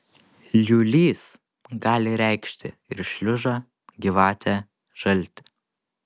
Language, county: Lithuanian, Panevėžys